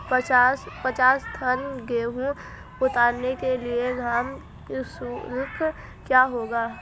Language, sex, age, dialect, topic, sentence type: Hindi, female, 18-24, Marwari Dhudhari, agriculture, question